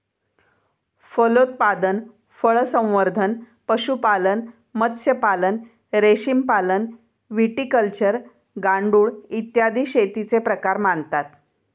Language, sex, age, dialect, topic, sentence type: Marathi, female, 51-55, Standard Marathi, agriculture, statement